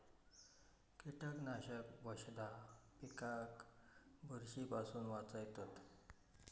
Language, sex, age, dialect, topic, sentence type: Marathi, male, 46-50, Southern Konkan, agriculture, statement